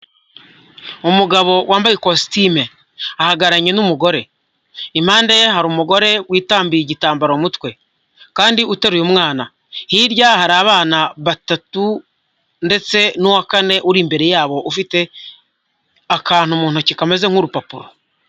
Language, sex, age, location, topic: Kinyarwanda, male, 25-35, Huye, health